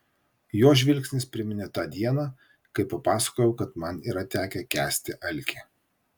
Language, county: Lithuanian, Vilnius